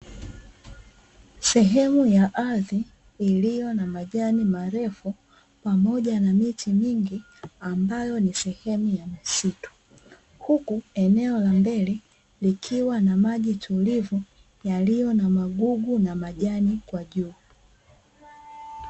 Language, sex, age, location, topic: Swahili, female, 25-35, Dar es Salaam, agriculture